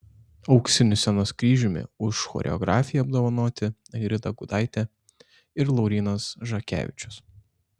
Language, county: Lithuanian, Šiauliai